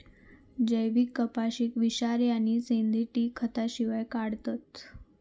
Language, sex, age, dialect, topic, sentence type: Marathi, female, 31-35, Southern Konkan, agriculture, statement